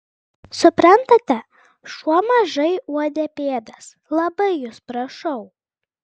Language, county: Lithuanian, Klaipėda